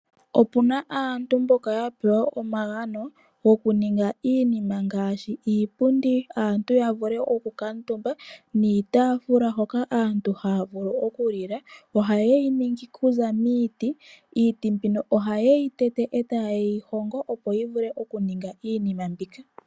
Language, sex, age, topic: Oshiwambo, female, 18-24, finance